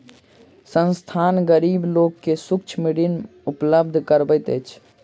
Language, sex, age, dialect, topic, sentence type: Maithili, male, 46-50, Southern/Standard, banking, statement